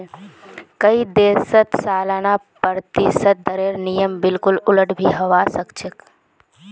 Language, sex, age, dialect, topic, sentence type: Magahi, female, 18-24, Northeastern/Surjapuri, banking, statement